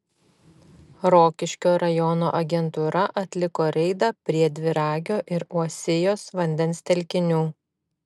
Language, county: Lithuanian, Šiauliai